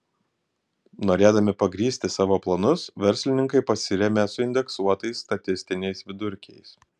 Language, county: Lithuanian, Kaunas